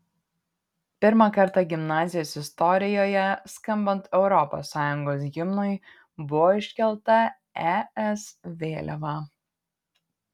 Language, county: Lithuanian, Panevėžys